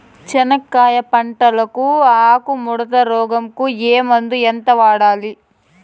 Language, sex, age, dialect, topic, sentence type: Telugu, female, 18-24, Southern, agriculture, question